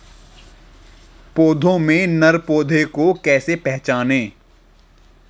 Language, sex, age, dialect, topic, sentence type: Hindi, male, 18-24, Marwari Dhudhari, agriculture, question